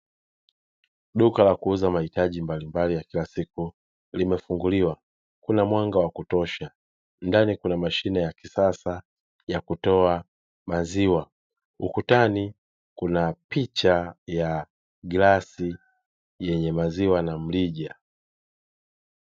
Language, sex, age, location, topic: Swahili, male, 18-24, Dar es Salaam, finance